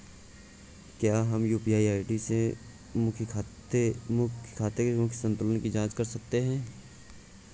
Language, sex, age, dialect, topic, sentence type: Hindi, male, 18-24, Awadhi Bundeli, banking, question